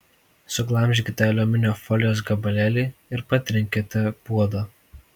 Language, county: Lithuanian, Alytus